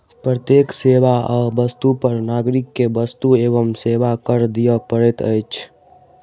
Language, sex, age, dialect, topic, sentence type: Maithili, male, 18-24, Southern/Standard, banking, statement